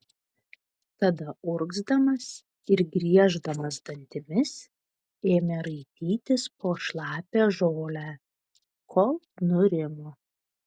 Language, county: Lithuanian, Vilnius